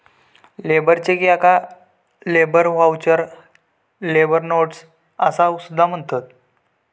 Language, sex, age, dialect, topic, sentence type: Marathi, male, 31-35, Southern Konkan, banking, statement